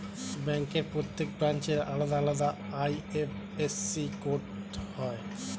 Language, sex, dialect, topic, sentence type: Bengali, male, Standard Colloquial, banking, statement